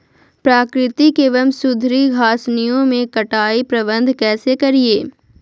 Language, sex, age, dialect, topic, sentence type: Magahi, female, 18-24, Southern, agriculture, question